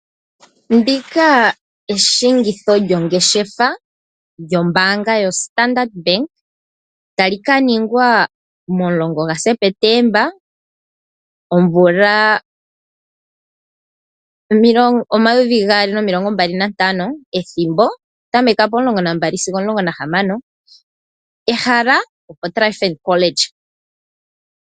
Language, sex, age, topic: Oshiwambo, female, 25-35, finance